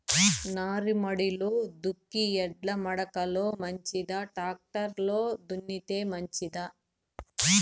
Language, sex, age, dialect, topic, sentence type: Telugu, female, 36-40, Southern, agriculture, question